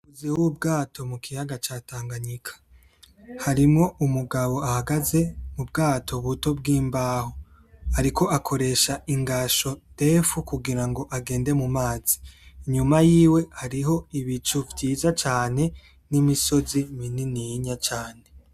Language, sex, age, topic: Rundi, male, 18-24, agriculture